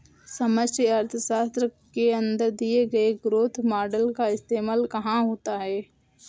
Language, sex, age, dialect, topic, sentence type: Hindi, female, 18-24, Awadhi Bundeli, banking, statement